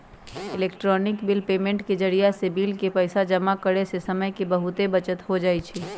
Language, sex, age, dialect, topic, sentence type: Magahi, female, 25-30, Western, banking, statement